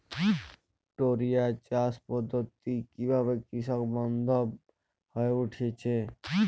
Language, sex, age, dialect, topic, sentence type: Bengali, male, 31-35, Jharkhandi, agriculture, question